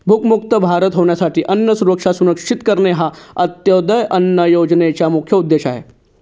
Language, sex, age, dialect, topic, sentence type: Marathi, male, 36-40, Northern Konkan, agriculture, statement